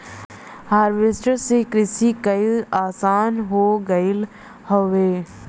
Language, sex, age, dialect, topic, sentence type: Bhojpuri, female, 25-30, Western, agriculture, statement